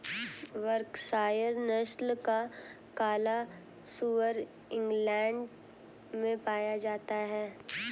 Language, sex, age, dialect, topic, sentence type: Hindi, female, 18-24, Hindustani Malvi Khadi Boli, agriculture, statement